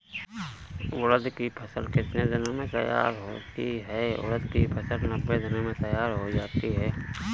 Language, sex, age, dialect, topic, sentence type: Hindi, male, 31-35, Awadhi Bundeli, agriculture, question